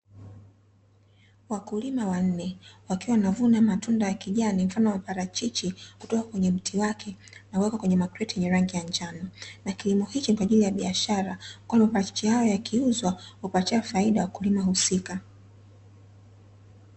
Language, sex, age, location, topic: Swahili, female, 25-35, Dar es Salaam, agriculture